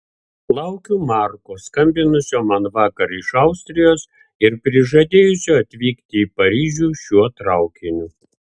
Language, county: Lithuanian, Vilnius